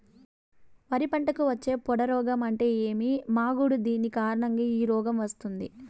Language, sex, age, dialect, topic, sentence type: Telugu, female, 18-24, Southern, agriculture, question